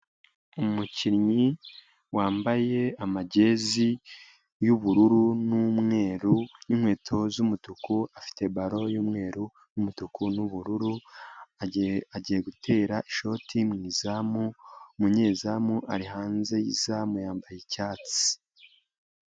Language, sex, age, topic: Kinyarwanda, male, 25-35, government